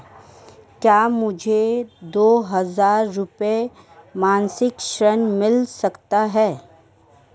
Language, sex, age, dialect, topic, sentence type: Hindi, female, 31-35, Marwari Dhudhari, banking, question